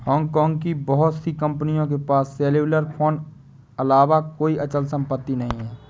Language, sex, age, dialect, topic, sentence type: Hindi, male, 25-30, Awadhi Bundeli, banking, statement